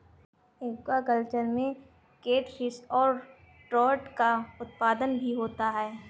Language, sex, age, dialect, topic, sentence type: Hindi, female, 18-24, Kanauji Braj Bhasha, agriculture, statement